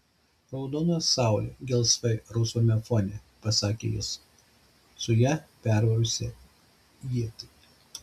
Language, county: Lithuanian, Šiauliai